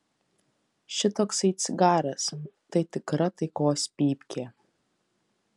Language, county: Lithuanian, Kaunas